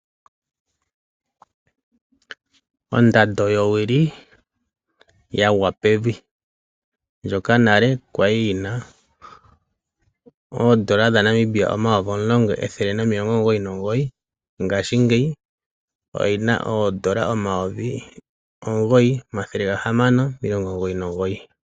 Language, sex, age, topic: Oshiwambo, male, 36-49, finance